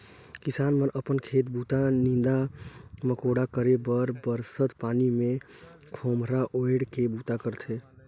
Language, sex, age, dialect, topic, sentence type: Chhattisgarhi, male, 18-24, Northern/Bhandar, agriculture, statement